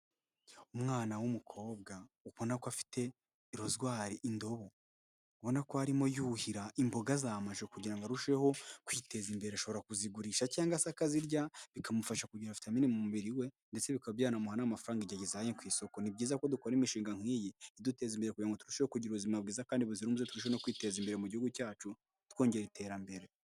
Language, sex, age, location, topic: Kinyarwanda, male, 18-24, Nyagatare, agriculture